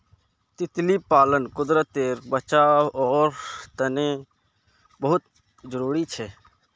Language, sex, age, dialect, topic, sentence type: Magahi, male, 51-55, Northeastern/Surjapuri, agriculture, statement